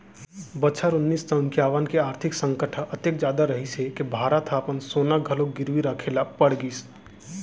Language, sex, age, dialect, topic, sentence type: Chhattisgarhi, male, 18-24, Central, banking, statement